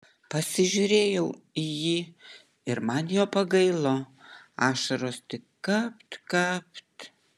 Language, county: Lithuanian, Utena